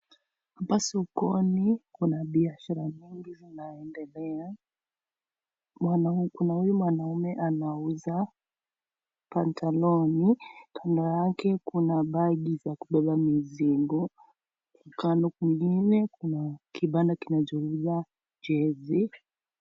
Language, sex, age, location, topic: Swahili, female, 25-35, Kisii, finance